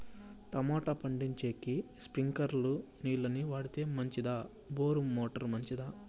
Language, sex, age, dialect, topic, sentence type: Telugu, male, 18-24, Southern, agriculture, question